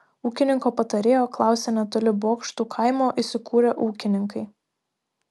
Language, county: Lithuanian, Šiauliai